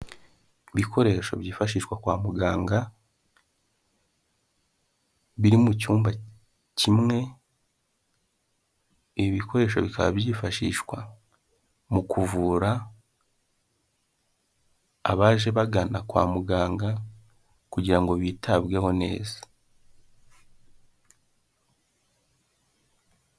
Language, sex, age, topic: Kinyarwanda, male, 18-24, health